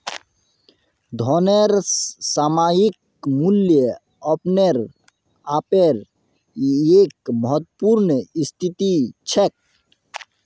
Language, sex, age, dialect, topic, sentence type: Magahi, male, 31-35, Northeastern/Surjapuri, banking, statement